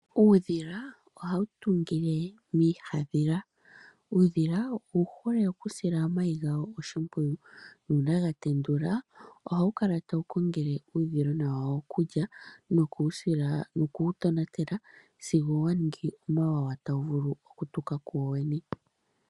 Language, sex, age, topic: Oshiwambo, female, 18-24, agriculture